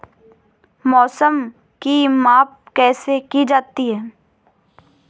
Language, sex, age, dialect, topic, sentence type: Hindi, female, 25-30, Awadhi Bundeli, agriculture, question